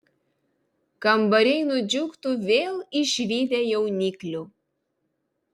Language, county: Lithuanian, Vilnius